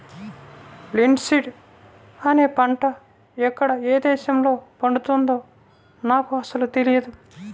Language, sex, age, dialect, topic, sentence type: Telugu, female, 25-30, Central/Coastal, agriculture, statement